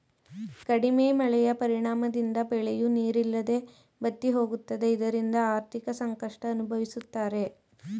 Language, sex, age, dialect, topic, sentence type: Kannada, female, 18-24, Mysore Kannada, agriculture, statement